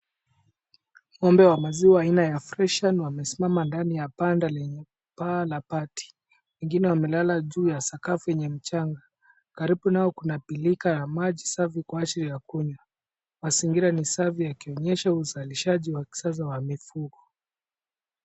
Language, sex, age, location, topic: Swahili, male, 25-35, Kisumu, agriculture